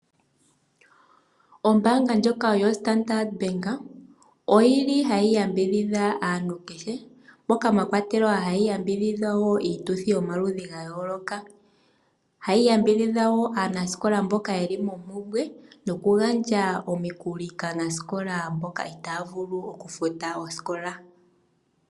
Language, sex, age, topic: Oshiwambo, female, 18-24, finance